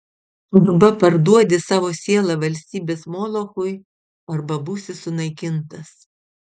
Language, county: Lithuanian, Utena